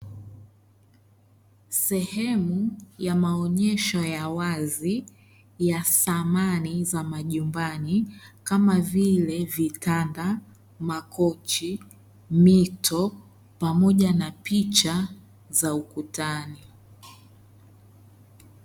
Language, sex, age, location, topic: Swahili, male, 25-35, Dar es Salaam, finance